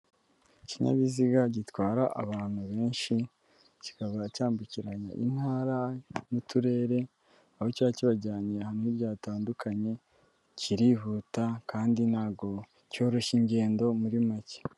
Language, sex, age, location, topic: Kinyarwanda, female, 18-24, Kigali, government